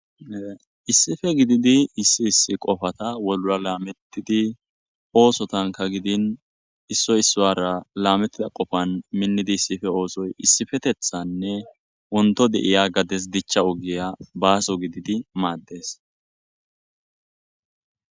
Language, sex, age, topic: Gamo, male, 25-35, agriculture